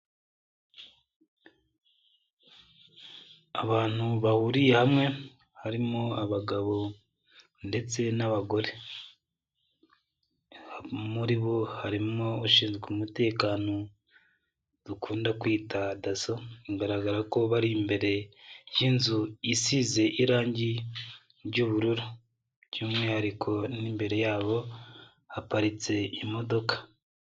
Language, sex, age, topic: Kinyarwanda, male, 25-35, health